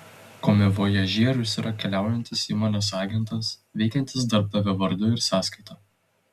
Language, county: Lithuanian, Telšiai